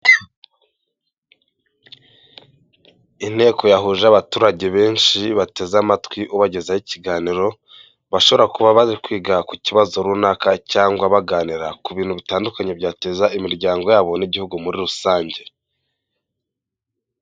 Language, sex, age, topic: Kinyarwanda, male, 18-24, health